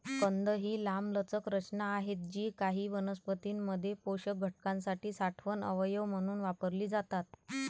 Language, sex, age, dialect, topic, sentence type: Marathi, female, 25-30, Varhadi, agriculture, statement